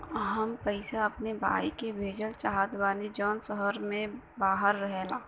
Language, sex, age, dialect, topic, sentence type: Bhojpuri, female, 18-24, Western, banking, statement